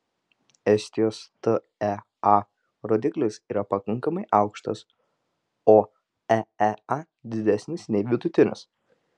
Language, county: Lithuanian, Telšiai